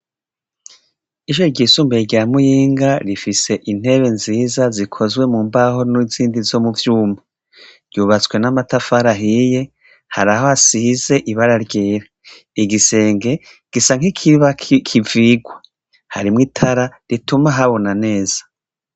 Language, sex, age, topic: Rundi, male, 36-49, education